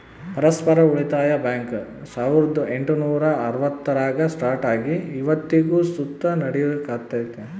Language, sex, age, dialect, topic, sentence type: Kannada, male, 25-30, Central, banking, statement